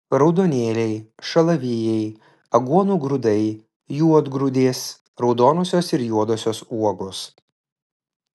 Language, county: Lithuanian, Klaipėda